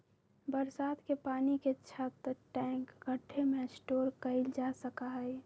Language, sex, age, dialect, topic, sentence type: Magahi, female, 41-45, Western, agriculture, statement